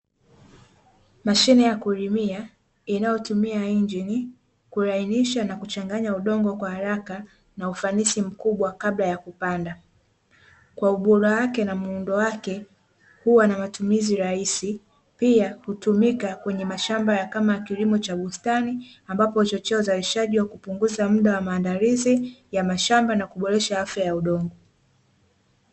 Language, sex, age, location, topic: Swahili, female, 18-24, Dar es Salaam, agriculture